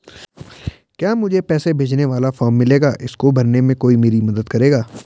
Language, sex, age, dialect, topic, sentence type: Hindi, male, 18-24, Garhwali, banking, question